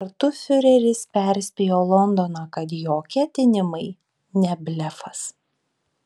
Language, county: Lithuanian, Vilnius